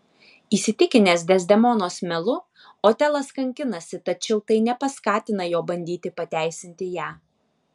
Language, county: Lithuanian, Alytus